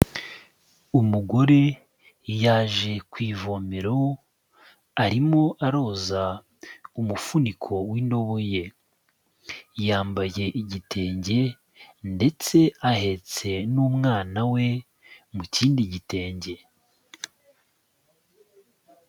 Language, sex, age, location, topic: Kinyarwanda, male, 25-35, Kigali, health